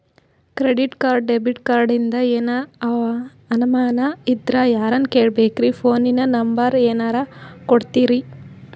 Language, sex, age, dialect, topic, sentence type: Kannada, female, 25-30, Northeastern, banking, question